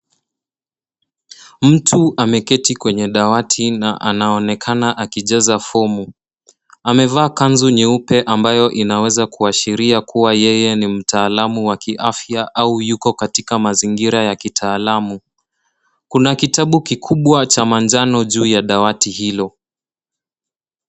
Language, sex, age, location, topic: Swahili, male, 18-24, Nairobi, health